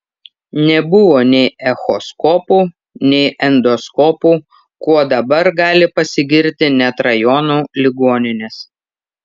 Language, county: Lithuanian, Šiauliai